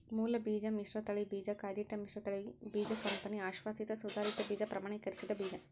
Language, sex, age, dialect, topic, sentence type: Kannada, female, 56-60, Central, agriculture, statement